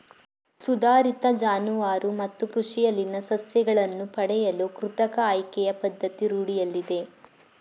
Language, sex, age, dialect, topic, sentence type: Kannada, female, 41-45, Mysore Kannada, agriculture, statement